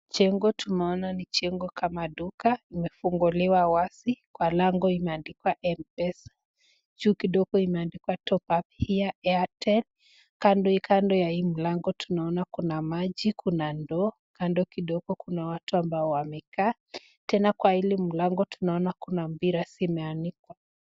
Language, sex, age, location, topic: Swahili, female, 18-24, Nakuru, finance